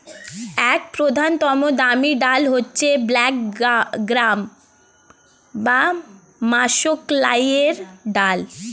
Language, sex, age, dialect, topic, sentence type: Bengali, female, 18-24, Standard Colloquial, agriculture, statement